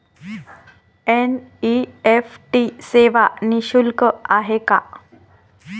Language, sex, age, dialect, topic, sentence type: Marathi, female, 25-30, Standard Marathi, banking, question